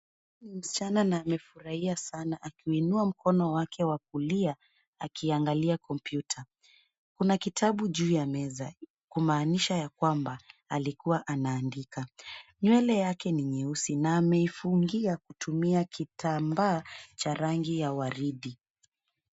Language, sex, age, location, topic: Swahili, female, 25-35, Nairobi, education